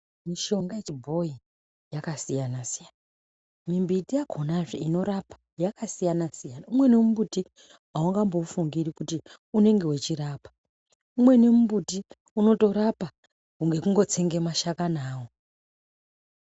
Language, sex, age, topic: Ndau, female, 25-35, health